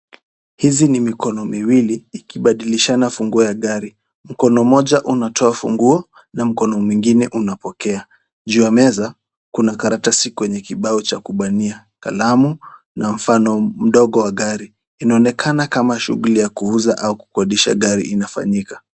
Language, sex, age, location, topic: Swahili, male, 18-24, Kisumu, finance